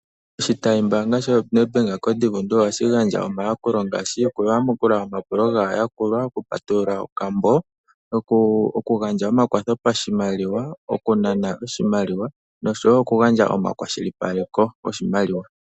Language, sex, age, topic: Oshiwambo, male, 18-24, finance